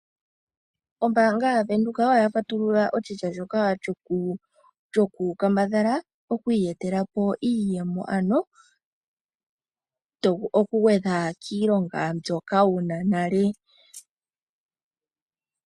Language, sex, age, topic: Oshiwambo, female, 18-24, finance